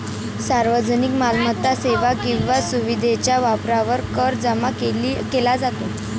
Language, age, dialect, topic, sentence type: Marathi, <18, Varhadi, banking, statement